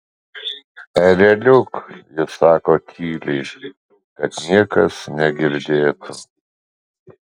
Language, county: Lithuanian, Alytus